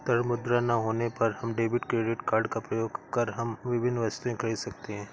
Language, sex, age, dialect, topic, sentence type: Hindi, male, 56-60, Awadhi Bundeli, banking, statement